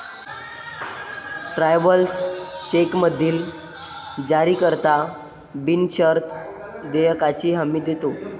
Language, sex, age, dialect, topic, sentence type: Marathi, male, 25-30, Varhadi, banking, statement